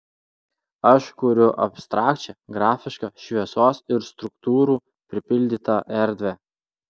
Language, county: Lithuanian, Klaipėda